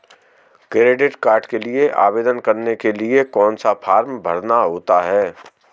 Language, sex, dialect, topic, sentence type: Hindi, male, Marwari Dhudhari, banking, statement